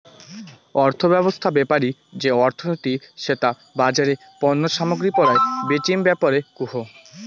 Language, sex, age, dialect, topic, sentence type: Bengali, male, 18-24, Rajbangshi, banking, statement